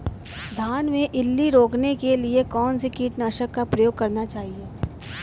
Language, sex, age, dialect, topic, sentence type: Hindi, female, 31-35, Marwari Dhudhari, agriculture, question